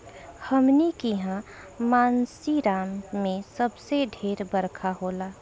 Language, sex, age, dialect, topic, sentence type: Bhojpuri, female, 25-30, Southern / Standard, agriculture, statement